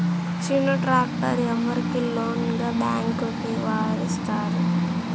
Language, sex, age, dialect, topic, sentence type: Telugu, male, 25-30, Central/Coastal, banking, question